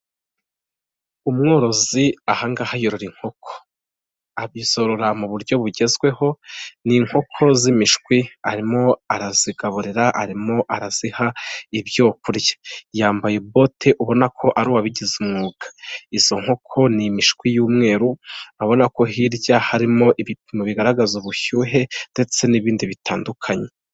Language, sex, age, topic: Kinyarwanda, male, 25-35, agriculture